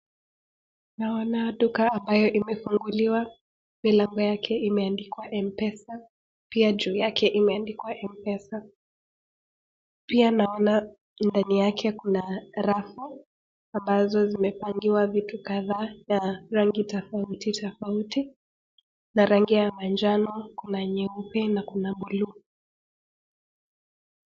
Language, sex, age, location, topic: Swahili, female, 18-24, Nakuru, finance